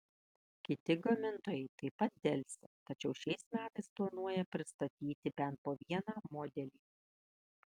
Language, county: Lithuanian, Kaunas